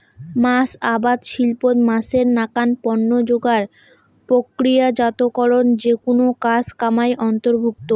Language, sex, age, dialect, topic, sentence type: Bengali, female, 18-24, Rajbangshi, agriculture, statement